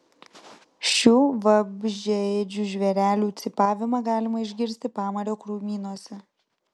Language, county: Lithuanian, Vilnius